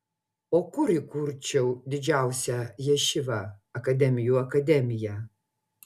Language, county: Lithuanian, Utena